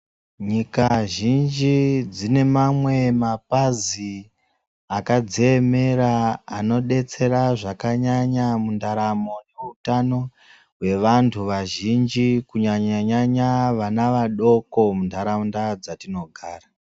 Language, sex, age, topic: Ndau, female, 25-35, health